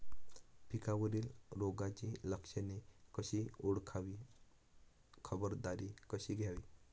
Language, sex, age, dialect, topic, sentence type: Marathi, male, 18-24, Northern Konkan, agriculture, question